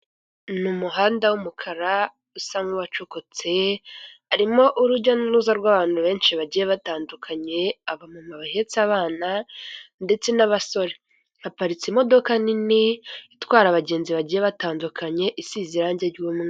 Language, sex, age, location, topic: Kinyarwanda, female, 36-49, Kigali, government